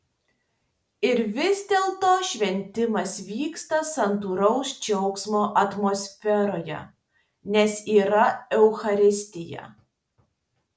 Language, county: Lithuanian, Tauragė